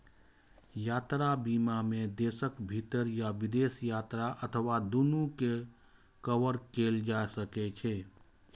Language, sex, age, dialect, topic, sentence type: Maithili, male, 25-30, Eastern / Thethi, banking, statement